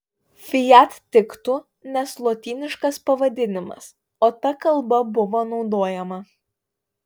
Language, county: Lithuanian, Panevėžys